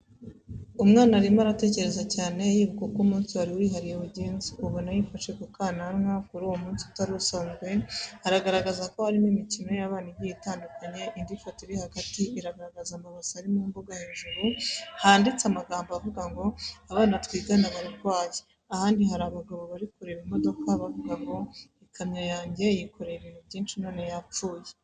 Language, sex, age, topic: Kinyarwanda, female, 25-35, education